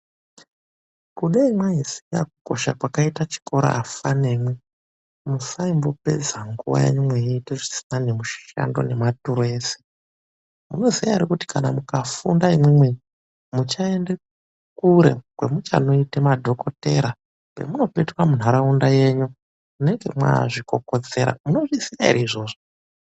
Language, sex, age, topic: Ndau, male, 25-35, education